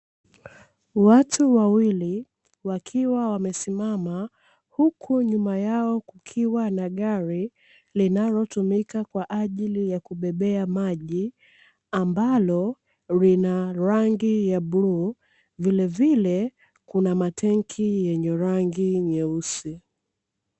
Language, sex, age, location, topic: Swahili, female, 18-24, Dar es Salaam, government